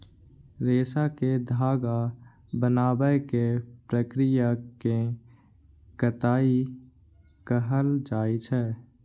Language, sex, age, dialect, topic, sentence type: Maithili, male, 18-24, Eastern / Thethi, agriculture, statement